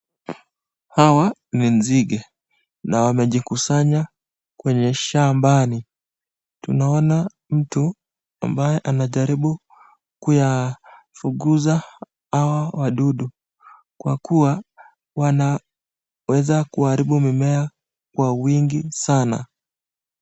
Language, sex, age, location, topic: Swahili, male, 25-35, Nakuru, health